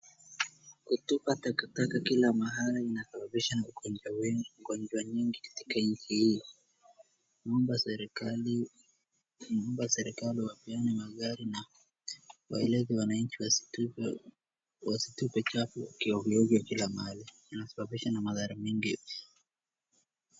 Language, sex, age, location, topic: Swahili, male, 36-49, Wajir, government